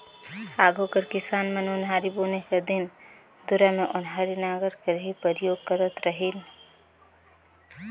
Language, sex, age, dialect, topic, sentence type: Chhattisgarhi, female, 25-30, Northern/Bhandar, agriculture, statement